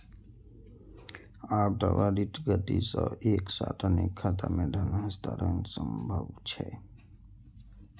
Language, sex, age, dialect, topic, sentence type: Maithili, male, 56-60, Eastern / Thethi, banking, statement